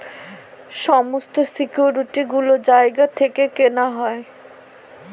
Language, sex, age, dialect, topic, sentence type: Bengali, female, 25-30, Northern/Varendri, banking, statement